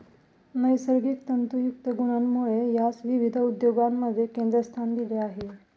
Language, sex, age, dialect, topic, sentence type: Marathi, female, 25-30, Northern Konkan, agriculture, statement